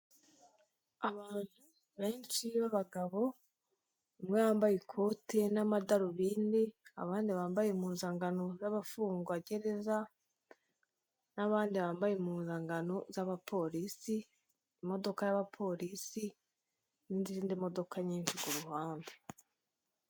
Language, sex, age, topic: Kinyarwanda, female, 25-35, government